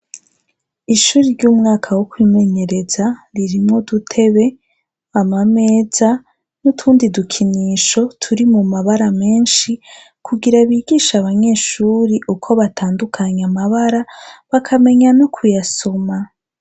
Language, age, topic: Rundi, 25-35, education